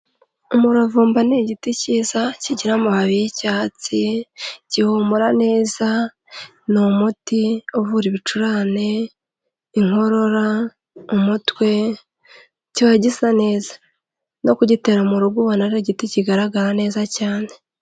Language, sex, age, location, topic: Kinyarwanda, female, 25-35, Kigali, health